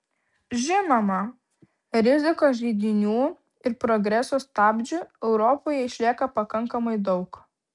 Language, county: Lithuanian, Vilnius